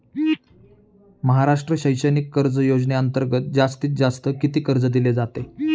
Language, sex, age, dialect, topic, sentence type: Marathi, male, 31-35, Standard Marathi, banking, question